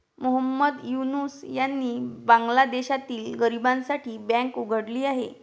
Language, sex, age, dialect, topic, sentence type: Marathi, female, 25-30, Varhadi, banking, statement